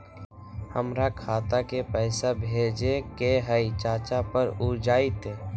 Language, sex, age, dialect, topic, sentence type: Magahi, male, 18-24, Western, banking, question